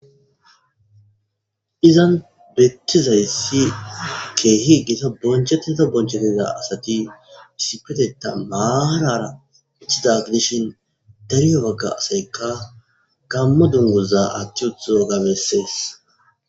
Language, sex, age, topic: Gamo, male, 25-35, government